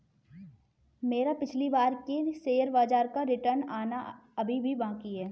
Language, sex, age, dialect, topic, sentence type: Hindi, female, 18-24, Kanauji Braj Bhasha, banking, statement